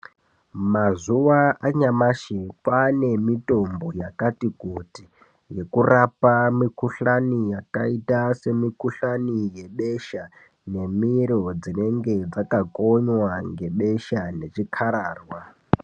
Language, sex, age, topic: Ndau, male, 18-24, health